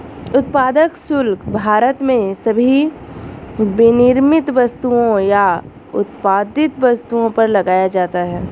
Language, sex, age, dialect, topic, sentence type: Hindi, male, 36-40, Hindustani Malvi Khadi Boli, banking, statement